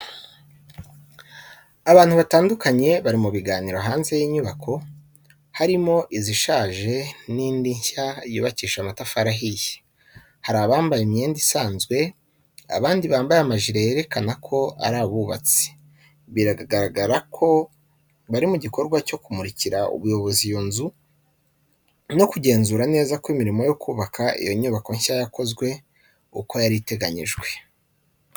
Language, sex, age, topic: Kinyarwanda, male, 25-35, education